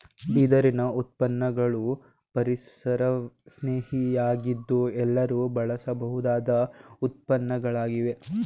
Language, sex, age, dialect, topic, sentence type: Kannada, male, 18-24, Mysore Kannada, agriculture, statement